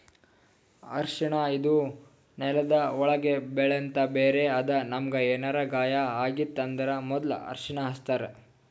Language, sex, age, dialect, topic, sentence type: Kannada, male, 18-24, Northeastern, agriculture, statement